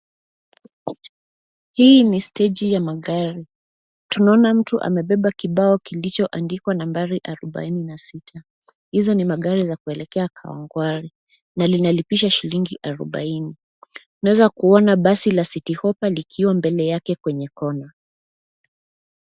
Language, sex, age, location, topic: Swahili, female, 25-35, Nairobi, government